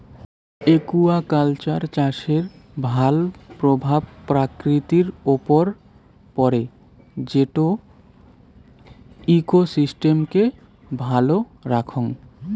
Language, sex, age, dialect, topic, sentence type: Bengali, male, 18-24, Rajbangshi, agriculture, statement